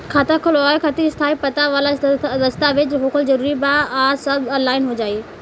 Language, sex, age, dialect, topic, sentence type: Bhojpuri, female, 18-24, Southern / Standard, banking, question